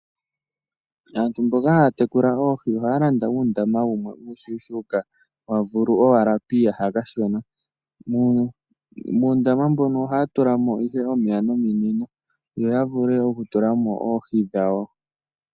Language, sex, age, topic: Oshiwambo, male, 18-24, agriculture